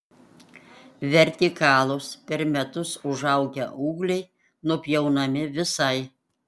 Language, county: Lithuanian, Panevėžys